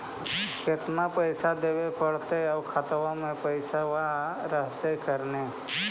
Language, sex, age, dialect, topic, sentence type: Magahi, male, 36-40, Central/Standard, banking, question